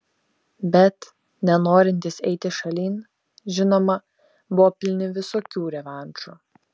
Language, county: Lithuanian, Šiauliai